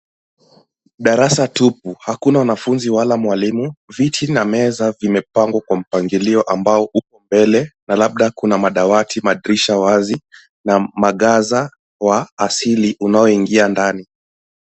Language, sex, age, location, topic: Swahili, male, 18-24, Nairobi, education